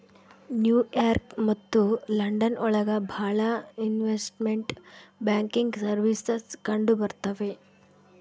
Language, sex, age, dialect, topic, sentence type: Kannada, female, 18-24, Central, banking, statement